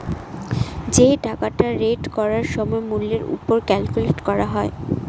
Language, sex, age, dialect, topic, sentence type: Bengali, female, 18-24, Northern/Varendri, banking, statement